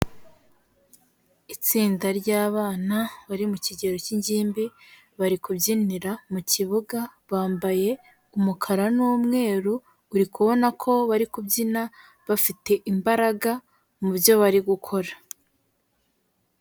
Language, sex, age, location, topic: Kinyarwanda, female, 18-24, Kigali, health